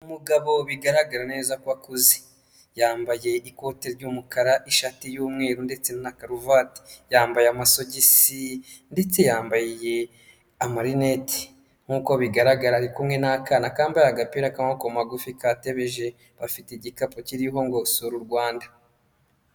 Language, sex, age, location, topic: Kinyarwanda, male, 25-35, Huye, health